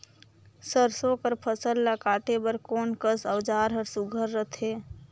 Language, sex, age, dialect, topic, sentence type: Chhattisgarhi, female, 18-24, Northern/Bhandar, agriculture, question